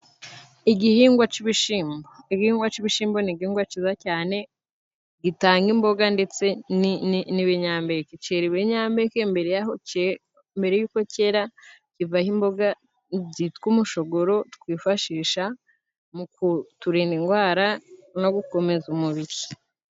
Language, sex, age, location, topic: Kinyarwanda, female, 18-24, Musanze, agriculture